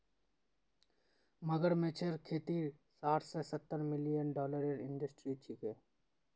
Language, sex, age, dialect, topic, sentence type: Magahi, male, 18-24, Northeastern/Surjapuri, agriculture, statement